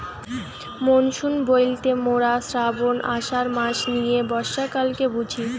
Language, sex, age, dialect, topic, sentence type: Bengali, female, 18-24, Western, agriculture, statement